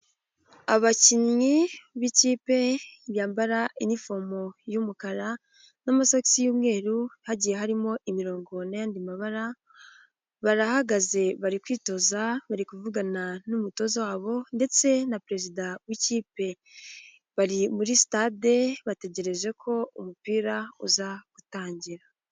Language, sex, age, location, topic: Kinyarwanda, female, 18-24, Nyagatare, government